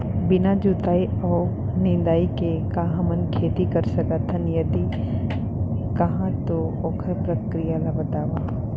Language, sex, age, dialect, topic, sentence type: Chhattisgarhi, female, 25-30, Central, agriculture, question